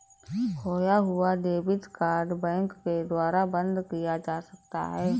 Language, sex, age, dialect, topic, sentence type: Hindi, female, 18-24, Awadhi Bundeli, banking, statement